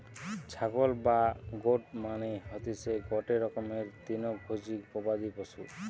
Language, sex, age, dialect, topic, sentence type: Bengali, male, 31-35, Western, agriculture, statement